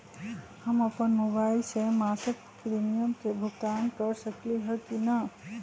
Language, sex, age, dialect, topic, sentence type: Magahi, female, 31-35, Western, banking, question